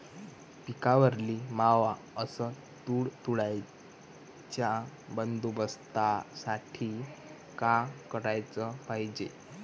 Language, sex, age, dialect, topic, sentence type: Marathi, male, 18-24, Varhadi, agriculture, question